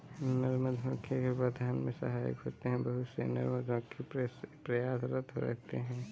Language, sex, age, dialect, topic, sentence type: Hindi, male, 18-24, Kanauji Braj Bhasha, agriculture, statement